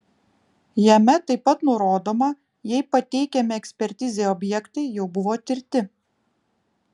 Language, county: Lithuanian, Vilnius